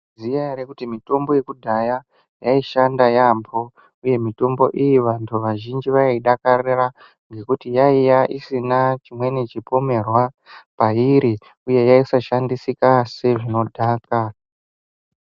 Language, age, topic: Ndau, 18-24, health